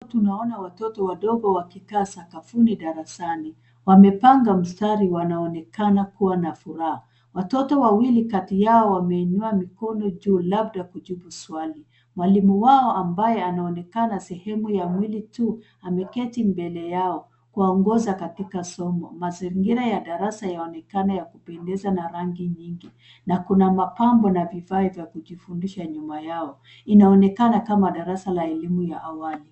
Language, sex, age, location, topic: Swahili, female, 36-49, Nairobi, education